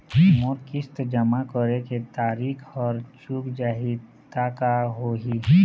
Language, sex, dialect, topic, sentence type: Chhattisgarhi, male, Eastern, banking, question